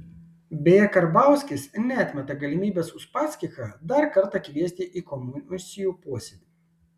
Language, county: Lithuanian, Šiauliai